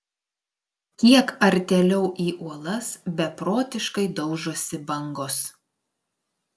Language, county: Lithuanian, Klaipėda